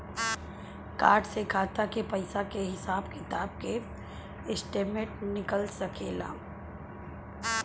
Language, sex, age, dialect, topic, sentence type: Bhojpuri, female, 31-35, Southern / Standard, banking, question